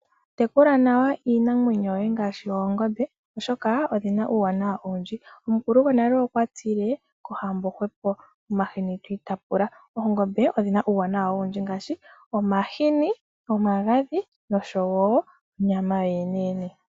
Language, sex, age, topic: Oshiwambo, female, 18-24, agriculture